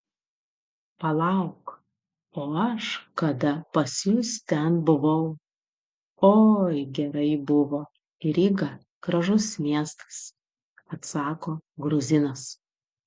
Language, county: Lithuanian, Utena